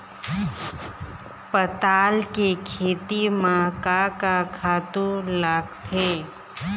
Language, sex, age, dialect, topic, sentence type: Chhattisgarhi, female, 25-30, Eastern, agriculture, question